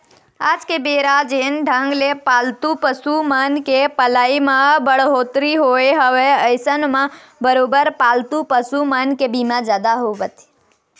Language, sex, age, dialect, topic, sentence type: Chhattisgarhi, female, 18-24, Eastern, banking, statement